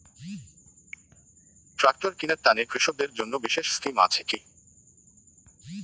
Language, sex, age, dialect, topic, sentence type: Bengali, male, 18-24, Rajbangshi, agriculture, statement